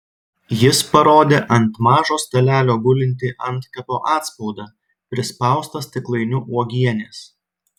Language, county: Lithuanian, Klaipėda